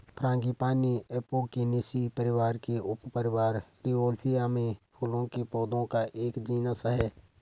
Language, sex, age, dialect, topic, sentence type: Hindi, male, 25-30, Garhwali, agriculture, statement